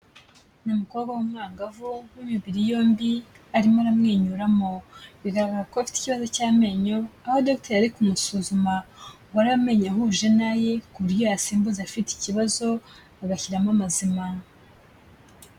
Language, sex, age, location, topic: Kinyarwanda, female, 25-35, Kigali, health